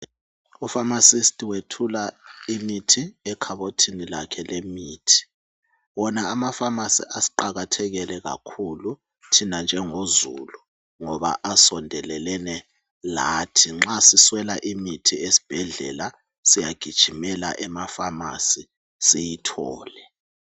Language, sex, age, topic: North Ndebele, male, 36-49, health